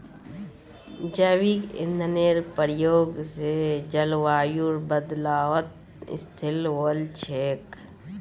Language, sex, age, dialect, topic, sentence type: Magahi, female, 36-40, Northeastern/Surjapuri, agriculture, statement